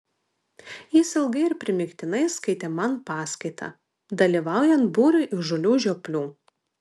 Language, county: Lithuanian, Vilnius